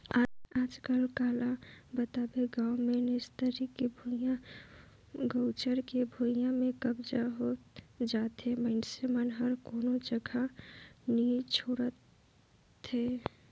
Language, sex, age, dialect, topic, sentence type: Chhattisgarhi, female, 18-24, Northern/Bhandar, agriculture, statement